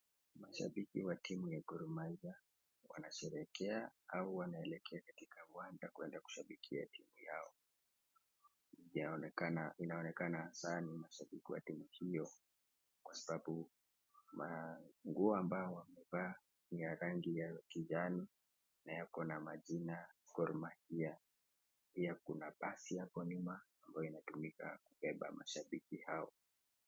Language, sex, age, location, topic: Swahili, male, 18-24, Nakuru, government